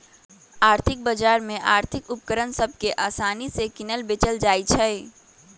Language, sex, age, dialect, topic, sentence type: Magahi, female, 18-24, Western, banking, statement